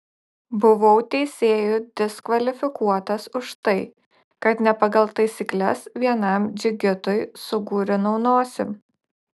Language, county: Lithuanian, Šiauliai